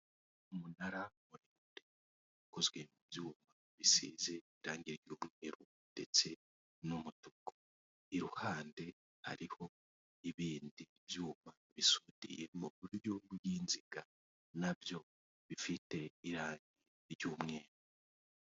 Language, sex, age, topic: Kinyarwanda, male, 18-24, government